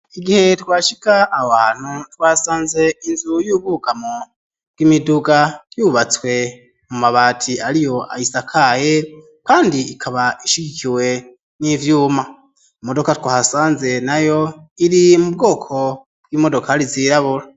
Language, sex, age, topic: Rundi, male, 25-35, education